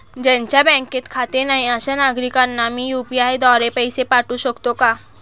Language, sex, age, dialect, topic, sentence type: Marathi, female, 18-24, Northern Konkan, banking, question